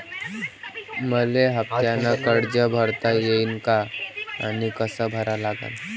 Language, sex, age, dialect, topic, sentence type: Marathi, male, <18, Varhadi, banking, question